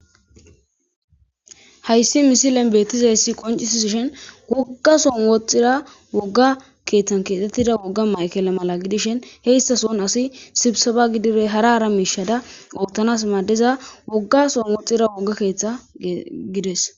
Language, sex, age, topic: Gamo, female, 25-35, government